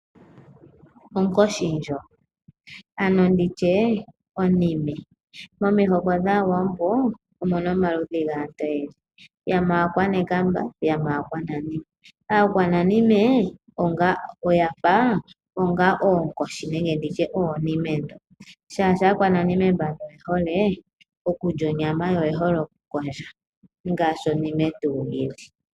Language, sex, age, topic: Oshiwambo, female, 18-24, agriculture